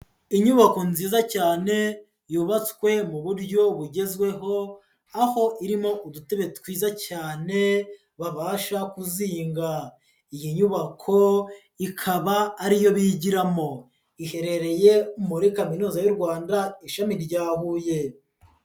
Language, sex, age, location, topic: Kinyarwanda, female, 25-35, Huye, education